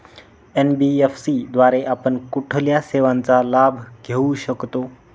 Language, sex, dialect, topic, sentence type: Marathi, male, Northern Konkan, banking, question